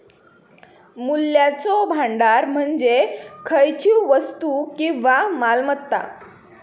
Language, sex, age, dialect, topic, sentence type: Marathi, female, 18-24, Southern Konkan, banking, statement